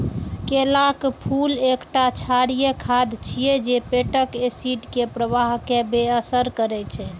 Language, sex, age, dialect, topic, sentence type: Maithili, female, 36-40, Eastern / Thethi, agriculture, statement